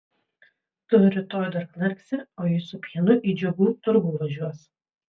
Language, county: Lithuanian, Vilnius